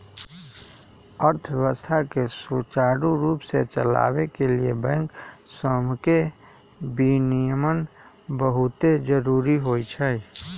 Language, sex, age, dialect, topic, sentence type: Magahi, male, 18-24, Western, banking, statement